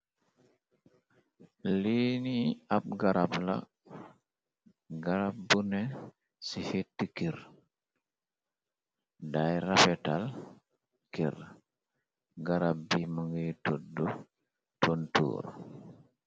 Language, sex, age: Wolof, male, 25-35